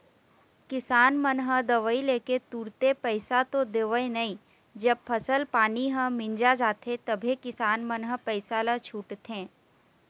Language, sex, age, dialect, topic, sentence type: Chhattisgarhi, female, 18-24, Eastern, banking, statement